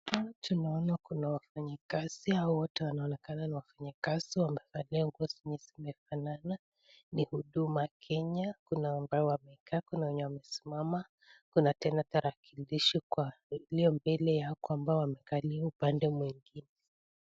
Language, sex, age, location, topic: Swahili, female, 18-24, Nakuru, government